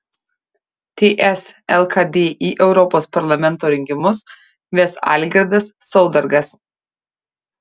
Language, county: Lithuanian, Šiauliai